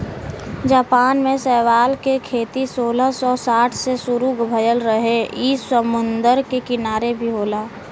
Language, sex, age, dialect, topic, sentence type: Bhojpuri, female, 18-24, Western, agriculture, statement